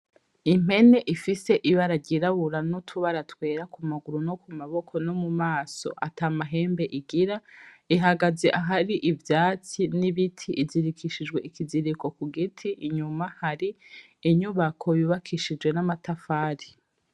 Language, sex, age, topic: Rundi, female, 25-35, agriculture